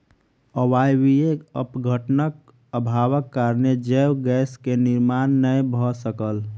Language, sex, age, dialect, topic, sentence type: Maithili, male, 41-45, Southern/Standard, agriculture, statement